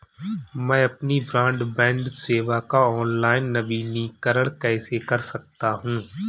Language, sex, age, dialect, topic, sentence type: Hindi, male, 36-40, Marwari Dhudhari, banking, question